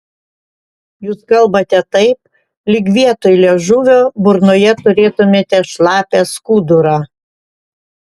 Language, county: Lithuanian, Panevėžys